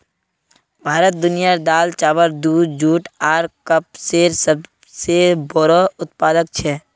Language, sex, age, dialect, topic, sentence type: Magahi, male, 18-24, Northeastern/Surjapuri, agriculture, statement